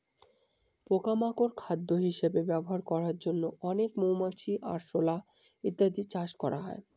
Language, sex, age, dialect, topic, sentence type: Bengali, male, 18-24, Northern/Varendri, agriculture, statement